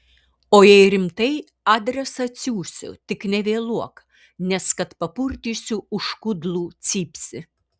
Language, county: Lithuanian, Kaunas